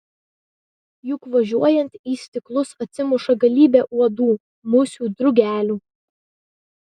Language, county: Lithuanian, Vilnius